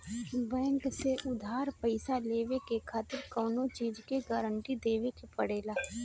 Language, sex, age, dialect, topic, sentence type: Bhojpuri, female, 31-35, Northern, banking, statement